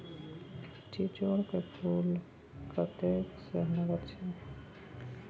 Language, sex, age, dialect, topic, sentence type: Maithili, male, 18-24, Bajjika, agriculture, statement